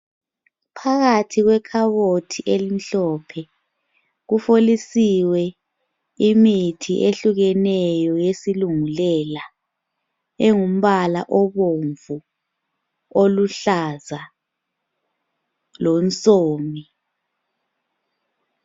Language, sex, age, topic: North Ndebele, female, 25-35, health